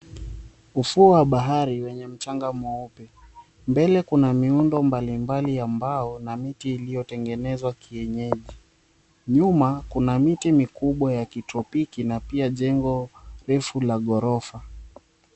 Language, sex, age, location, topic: Swahili, male, 25-35, Mombasa, government